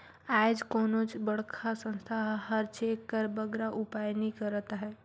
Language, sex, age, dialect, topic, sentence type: Chhattisgarhi, female, 18-24, Northern/Bhandar, banking, statement